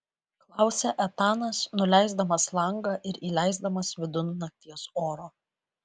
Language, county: Lithuanian, Kaunas